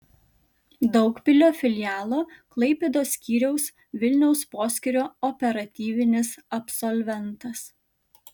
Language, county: Lithuanian, Kaunas